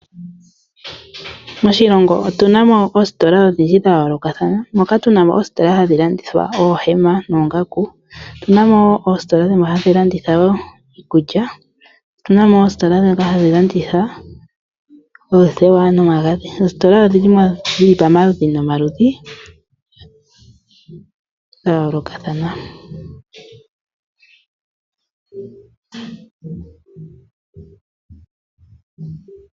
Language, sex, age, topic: Oshiwambo, female, 25-35, finance